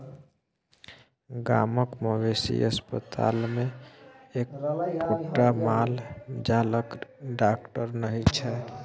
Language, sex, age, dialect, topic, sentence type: Maithili, male, 36-40, Bajjika, agriculture, statement